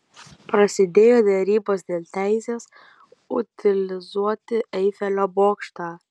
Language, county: Lithuanian, Kaunas